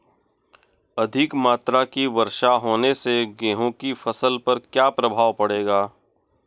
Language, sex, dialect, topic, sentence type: Hindi, male, Marwari Dhudhari, agriculture, question